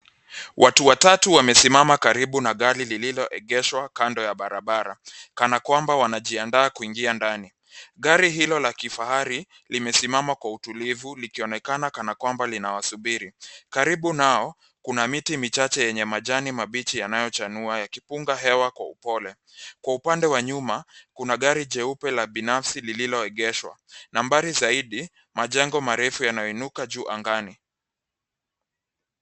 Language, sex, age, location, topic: Swahili, male, 25-35, Nairobi, government